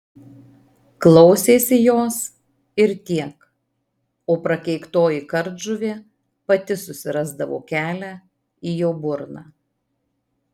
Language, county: Lithuanian, Marijampolė